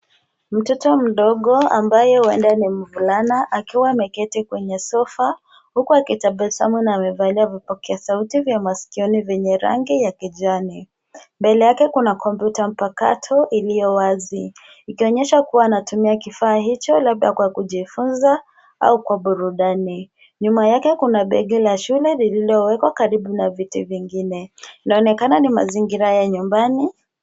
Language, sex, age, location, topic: Swahili, female, 18-24, Nairobi, education